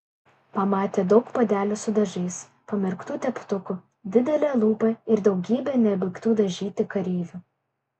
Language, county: Lithuanian, Kaunas